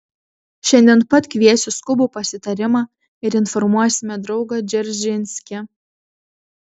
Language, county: Lithuanian, Vilnius